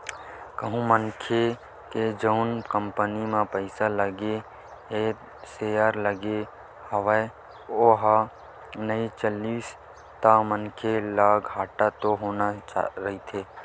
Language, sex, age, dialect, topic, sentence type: Chhattisgarhi, male, 18-24, Western/Budati/Khatahi, banking, statement